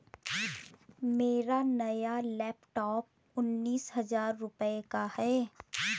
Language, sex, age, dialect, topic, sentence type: Hindi, female, 18-24, Awadhi Bundeli, banking, statement